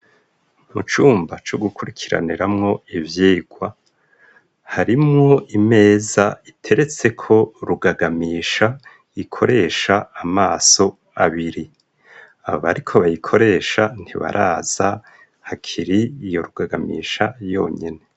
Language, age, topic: Rundi, 25-35, education